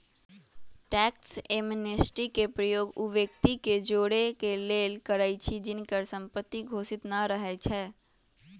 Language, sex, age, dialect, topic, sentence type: Magahi, female, 18-24, Western, banking, statement